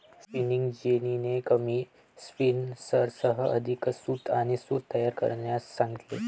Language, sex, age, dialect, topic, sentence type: Marathi, male, 18-24, Varhadi, agriculture, statement